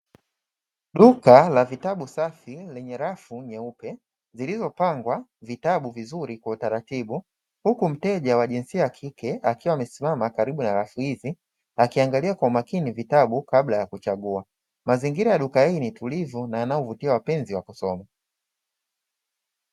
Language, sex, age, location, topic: Swahili, male, 25-35, Dar es Salaam, education